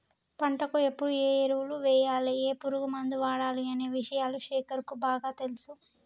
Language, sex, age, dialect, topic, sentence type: Telugu, male, 18-24, Telangana, agriculture, statement